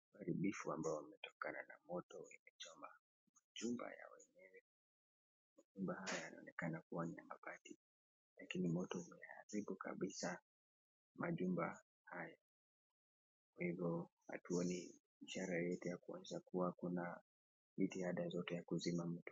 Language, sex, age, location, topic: Swahili, male, 18-24, Nakuru, health